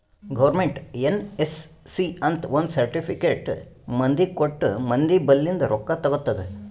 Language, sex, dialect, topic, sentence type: Kannada, male, Northeastern, banking, statement